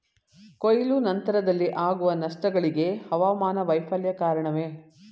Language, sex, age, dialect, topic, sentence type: Kannada, female, 51-55, Mysore Kannada, agriculture, question